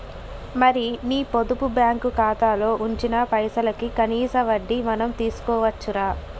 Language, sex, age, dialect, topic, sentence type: Telugu, female, 18-24, Telangana, banking, statement